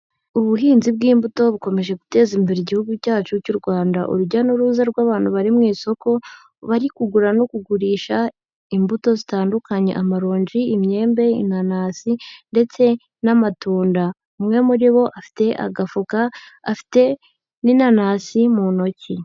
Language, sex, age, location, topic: Kinyarwanda, female, 18-24, Huye, agriculture